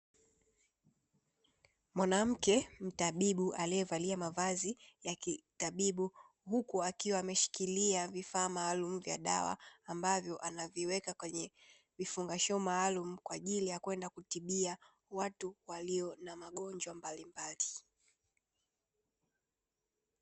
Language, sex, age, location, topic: Swahili, female, 18-24, Dar es Salaam, health